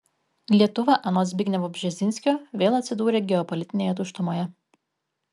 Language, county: Lithuanian, Kaunas